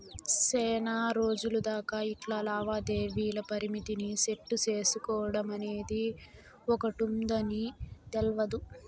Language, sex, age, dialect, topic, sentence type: Telugu, female, 18-24, Southern, banking, statement